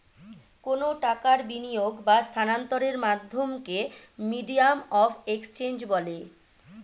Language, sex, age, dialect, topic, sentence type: Bengali, female, 36-40, Standard Colloquial, banking, statement